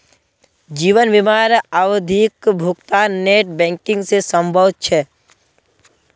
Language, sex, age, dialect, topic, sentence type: Magahi, male, 18-24, Northeastern/Surjapuri, banking, statement